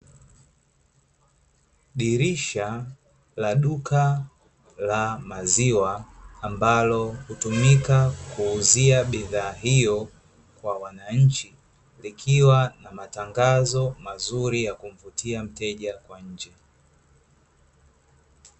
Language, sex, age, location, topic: Swahili, male, 25-35, Dar es Salaam, finance